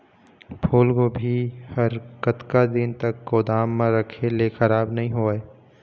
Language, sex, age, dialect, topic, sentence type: Chhattisgarhi, male, 25-30, Eastern, agriculture, question